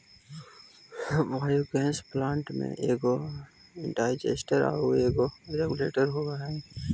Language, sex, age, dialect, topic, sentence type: Magahi, male, 18-24, Central/Standard, banking, statement